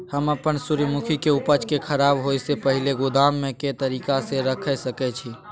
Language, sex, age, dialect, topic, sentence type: Maithili, male, 18-24, Bajjika, agriculture, question